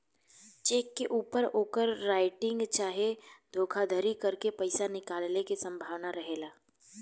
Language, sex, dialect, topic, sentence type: Bhojpuri, female, Southern / Standard, banking, statement